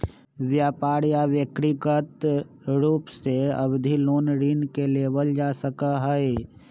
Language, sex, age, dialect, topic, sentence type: Magahi, male, 25-30, Western, banking, statement